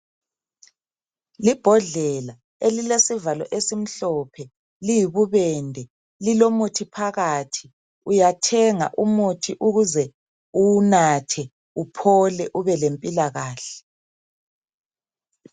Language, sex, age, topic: North Ndebele, male, 50+, health